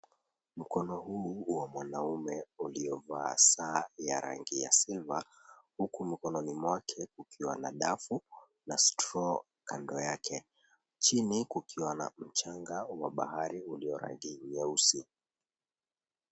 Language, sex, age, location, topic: Swahili, male, 25-35, Mombasa, agriculture